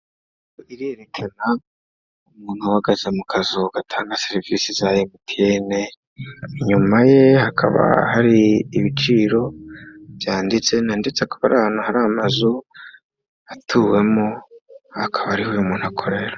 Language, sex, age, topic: Kinyarwanda, male, 25-35, finance